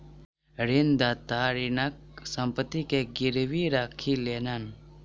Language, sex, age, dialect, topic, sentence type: Maithili, male, 18-24, Southern/Standard, banking, statement